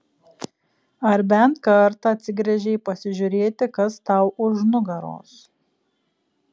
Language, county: Lithuanian, Kaunas